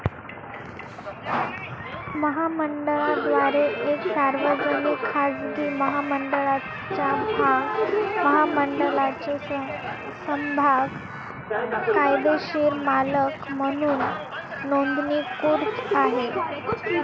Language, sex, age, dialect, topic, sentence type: Marathi, female, 18-24, Northern Konkan, banking, statement